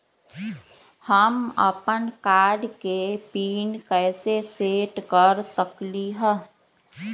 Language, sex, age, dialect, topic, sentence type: Magahi, female, 31-35, Western, banking, question